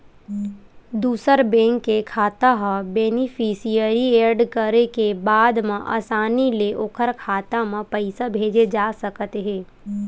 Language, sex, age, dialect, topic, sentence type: Chhattisgarhi, female, 18-24, Western/Budati/Khatahi, banking, statement